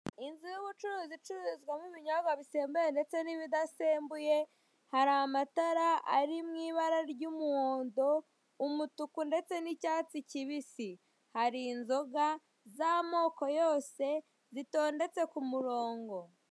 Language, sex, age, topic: Kinyarwanda, female, 25-35, finance